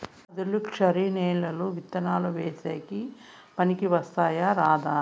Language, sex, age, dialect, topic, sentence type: Telugu, female, 51-55, Southern, agriculture, question